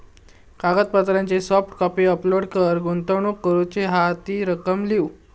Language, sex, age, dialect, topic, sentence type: Marathi, male, 56-60, Southern Konkan, banking, statement